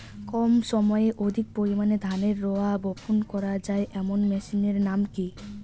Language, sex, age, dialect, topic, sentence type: Bengali, female, 18-24, Rajbangshi, agriculture, question